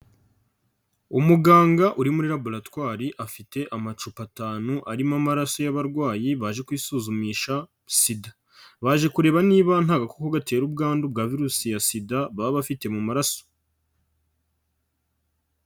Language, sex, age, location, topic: Kinyarwanda, male, 25-35, Nyagatare, health